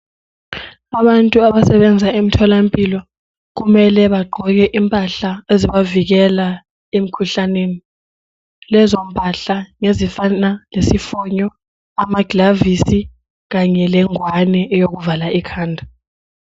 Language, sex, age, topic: North Ndebele, female, 18-24, health